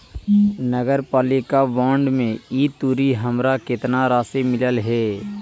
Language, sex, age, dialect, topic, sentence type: Magahi, male, 56-60, Central/Standard, banking, statement